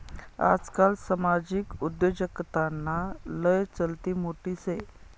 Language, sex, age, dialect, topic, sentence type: Marathi, male, 31-35, Northern Konkan, banking, statement